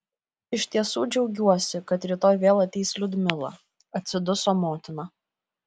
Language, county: Lithuanian, Kaunas